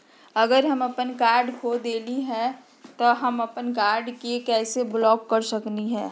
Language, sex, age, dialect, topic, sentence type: Magahi, female, 60-100, Western, banking, question